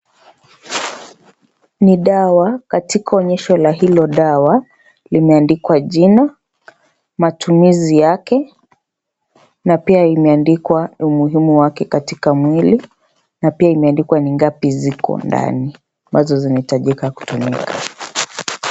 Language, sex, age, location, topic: Swahili, female, 25-35, Kisii, health